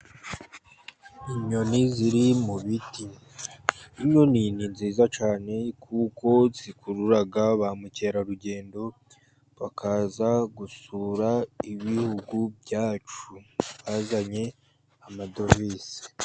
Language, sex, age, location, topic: Kinyarwanda, male, 50+, Musanze, agriculture